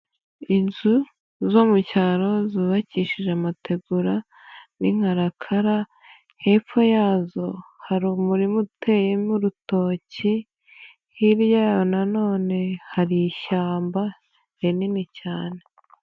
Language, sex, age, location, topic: Kinyarwanda, female, 25-35, Nyagatare, agriculture